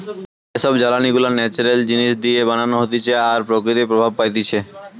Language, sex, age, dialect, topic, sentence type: Bengali, male, 18-24, Western, agriculture, statement